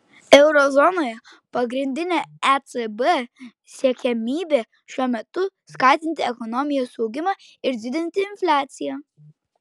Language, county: Lithuanian, Klaipėda